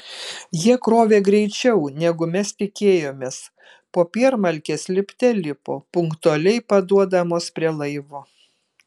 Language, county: Lithuanian, Kaunas